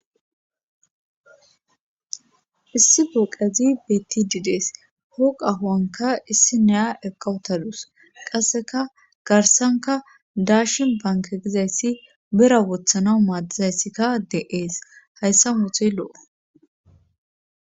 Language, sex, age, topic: Gamo, female, 25-35, government